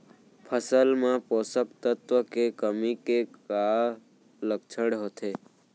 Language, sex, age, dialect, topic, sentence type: Chhattisgarhi, male, 18-24, Central, agriculture, question